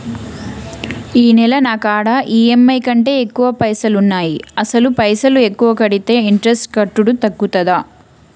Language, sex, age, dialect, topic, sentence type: Telugu, female, 31-35, Telangana, banking, question